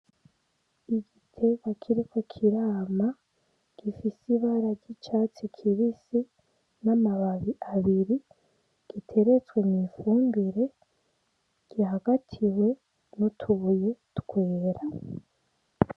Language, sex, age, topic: Rundi, female, 18-24, agriculture